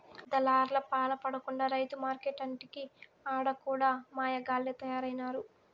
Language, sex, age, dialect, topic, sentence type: Telugu, female, 18-24, Southern, agriculture, statement